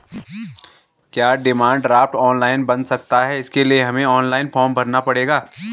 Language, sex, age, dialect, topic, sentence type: Hindi, male, 36-40, Garhwali, banking, question